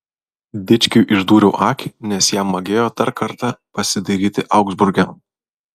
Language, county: Lithuanian, Vilnius